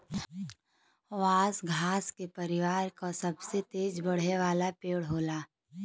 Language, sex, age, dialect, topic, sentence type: Bhojpuri, female, 18-24, Western, agriculture, statement